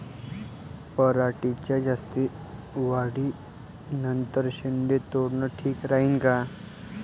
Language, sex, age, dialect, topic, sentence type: Marathi, male, 18-24, Varhadi, agriculture, question